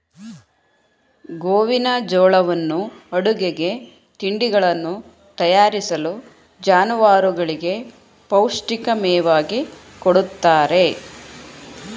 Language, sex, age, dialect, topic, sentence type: Kannada, female, 41-45, Mysore Kannada, agriculture, statement